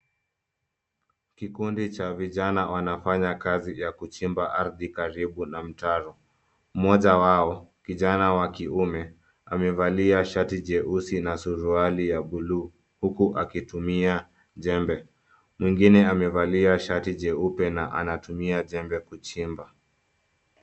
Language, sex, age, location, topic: Swahili, male, 25-35, Nairobi, health